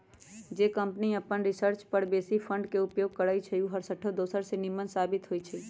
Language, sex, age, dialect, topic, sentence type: Magahi, female, 25-30, Western, banking, statement